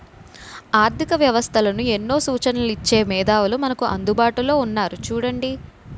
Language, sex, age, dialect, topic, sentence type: Telugu, female, 18-24, Utterandhra, banking, statement